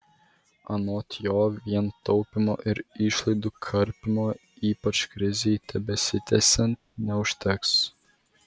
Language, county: Lithuanian, Vilnius